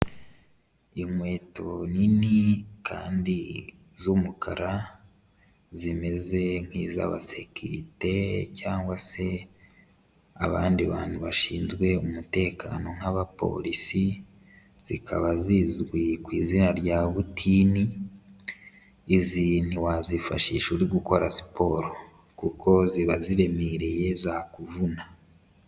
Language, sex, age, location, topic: Kinyarwanda, male, 18-24, Kigali, health